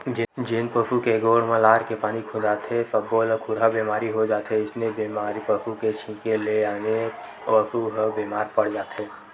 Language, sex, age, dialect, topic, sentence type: Chhattisgarhi, male, 18-24, Western/Budati/Khatahi, agriculture, statement